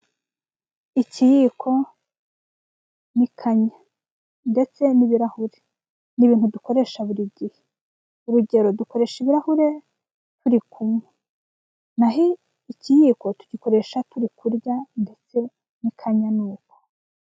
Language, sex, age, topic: Kinyarwanda, female, 25-35, finance